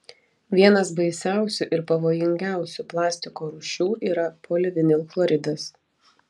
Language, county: Lithuanian, Panevėžys